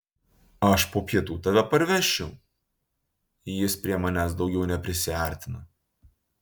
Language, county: Lithuanian, Utena